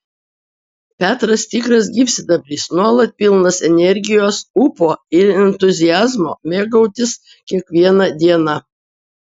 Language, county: Lithuanian, Utena